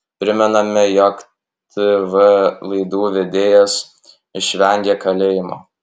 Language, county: Lithuanian, Alytus